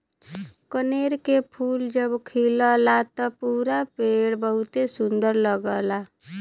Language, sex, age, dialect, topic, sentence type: Bhojpuri, female, 18-24, Western, agriculture, statement